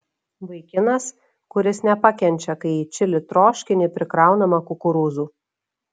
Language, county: Lithuanian, Šiauliai